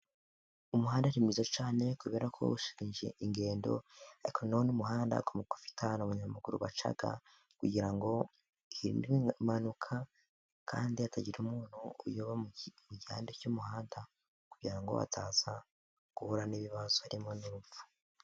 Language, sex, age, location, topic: Kinyarwanda, male, 18-24, Musanze, government